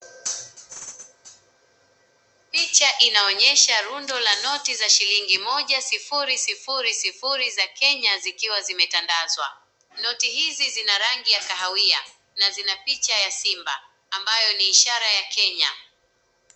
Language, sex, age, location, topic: Swahili, male, 18-24, Nakuru, finance